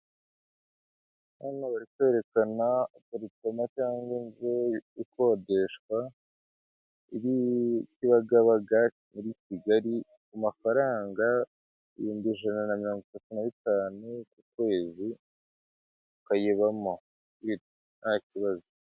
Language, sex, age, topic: Kinyarwanda, male, 25-35, finance